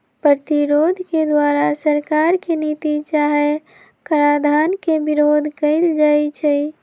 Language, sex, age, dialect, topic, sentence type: Magahi, female, 18-24, Western, banking, statement